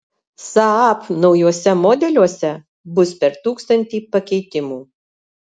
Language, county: Lithuanian, Alytus